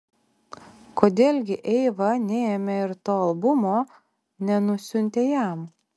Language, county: Lithuanian, Alytus